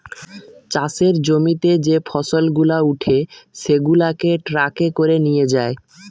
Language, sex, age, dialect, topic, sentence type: Bengali, male, 18-24, Western, agriculture, statement